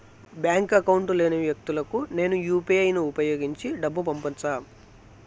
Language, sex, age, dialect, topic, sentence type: Telugu, male, 25-30, Southern, banking, question